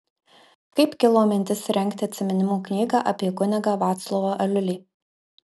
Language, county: Lithuanian, Marijampolė